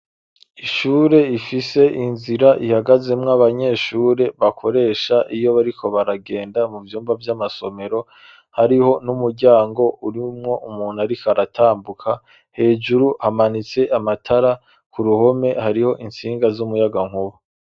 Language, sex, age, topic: Rundi, male, 25-35, education